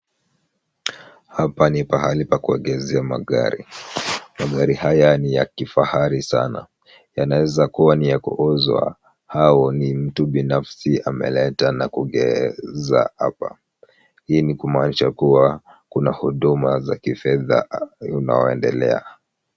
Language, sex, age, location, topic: Swahili, male, 18-24, Kisumu, finance